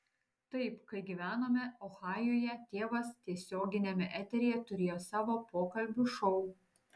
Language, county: Lithuanian, Šiauliai